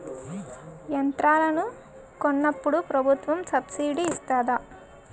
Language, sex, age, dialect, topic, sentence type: Telugu, female, 18-24, Utterandhra, agriculture, question